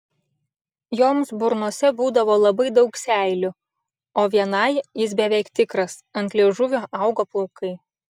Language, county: Lithuanian, Šiauliai